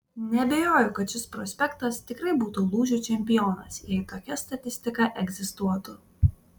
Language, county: Lithuanian, Vilnius